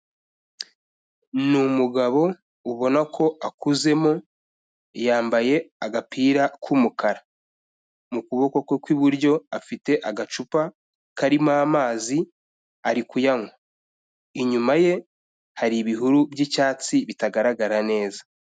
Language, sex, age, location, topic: Kinyarwanda, male, 25-35, Kigali, health